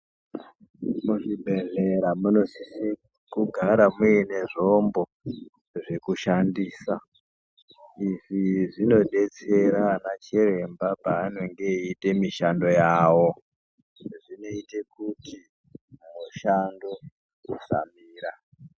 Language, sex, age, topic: Ndau, female, 36-49, health